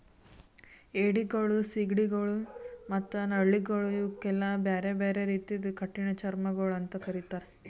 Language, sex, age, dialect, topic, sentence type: Kannada, female, 18-24, Northeastern, agriculture, statement